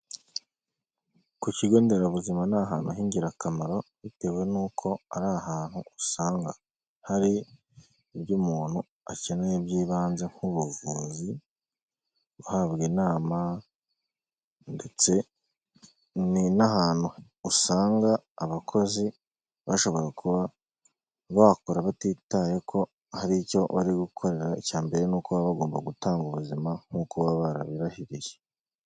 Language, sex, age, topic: Kinyarwanda, male, 25-35, health